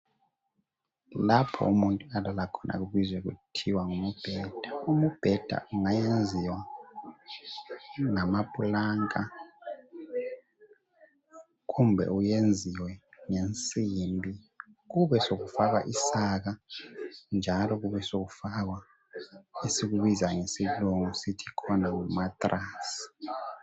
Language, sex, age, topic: North Ndebele, male, 18-24, health